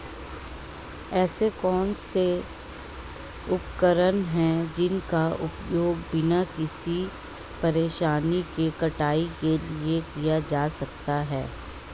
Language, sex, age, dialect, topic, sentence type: Hindi, female, 25-30, Marwari Dhudhari, agriculture, question